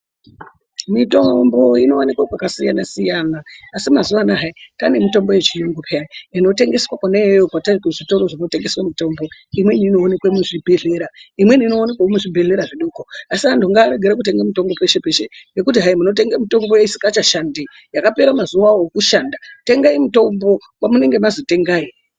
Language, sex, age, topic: Ndau, female, 36-49, health